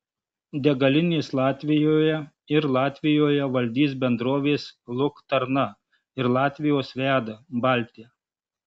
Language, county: Lithuanian, Marijampolė